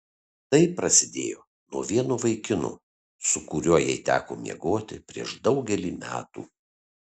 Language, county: Lithuanian, Kaunas